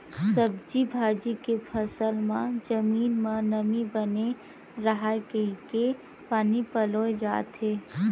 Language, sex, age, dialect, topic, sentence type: Chhattisgarhi, female, 25-30, Western/Budati/Khatahi, agriculture, statement